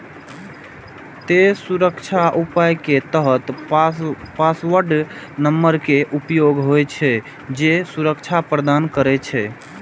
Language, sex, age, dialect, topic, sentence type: Maithili, male, 18-24, Eastern / Thethi, banking, statement